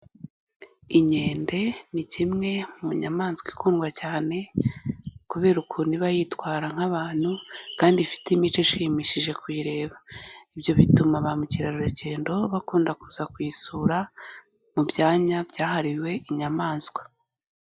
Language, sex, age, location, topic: Kinyarwanda, female, 18-24, Kigali, agriculture